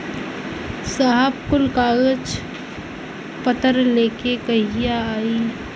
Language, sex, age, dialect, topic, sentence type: Bhojpuri, female, <18, Western, banking, question